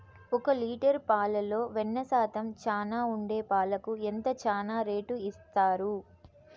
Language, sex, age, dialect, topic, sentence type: Telugu, female, 25-30, Southern, agriculture, question